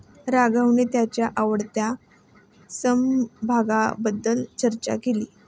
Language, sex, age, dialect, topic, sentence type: Marathi, female, 18-24, Standard Marathi, banking, statement